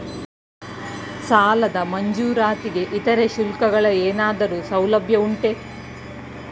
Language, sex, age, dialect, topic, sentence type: Kannada, female, 41-45, Mysore Kannada, banking, question